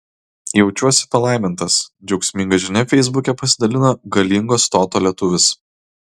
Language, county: Lithuanian, Kaunas